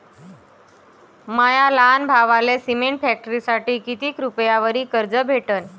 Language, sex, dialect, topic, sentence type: Marathi, female, Varhadi, banking, question